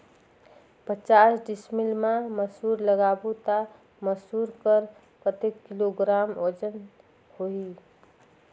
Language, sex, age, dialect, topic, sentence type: Chhattisgarhi, female, 36-40, Northern/Bhandar, agriculture, question